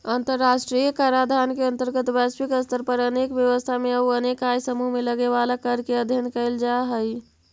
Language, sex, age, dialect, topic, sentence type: Magahi, female, 18-24, Central/Standard, banking, statement